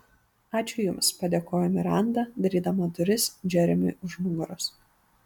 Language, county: Lithuanian, Panevėžys